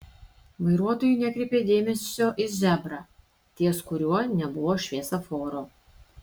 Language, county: Lithuanian, Šiauliai